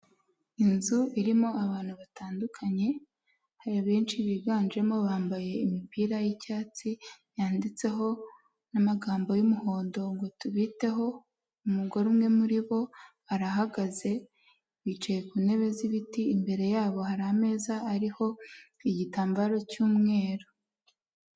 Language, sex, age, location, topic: Kinyarwanda, female, 18-24, Huye, health